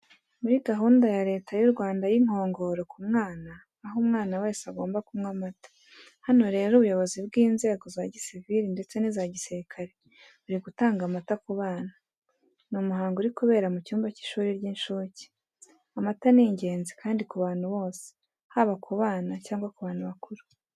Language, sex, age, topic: Kinyarwanda, female, 18-24, education